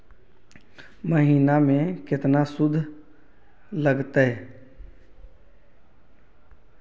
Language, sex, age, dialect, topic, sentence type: Magahi, male, 36-40, Central/Standard, banking, question